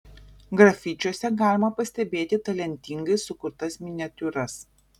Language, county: Lithuanian, Vilnius